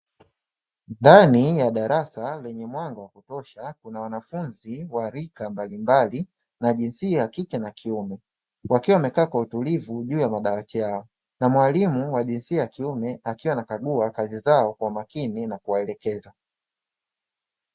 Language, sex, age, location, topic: Swahili, male, 25-35, Dar es Salaam, education